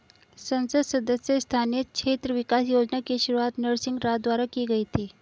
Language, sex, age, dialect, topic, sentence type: Hindi, female, 36-40, Hindustani Malvi Khadi Boli, banking, statement